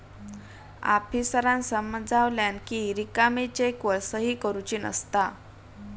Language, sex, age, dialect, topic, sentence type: Marathi, female, 18-24, Southern Konkan, banking, statement